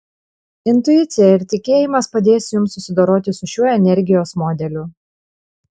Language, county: Lithuanian, Panevėžys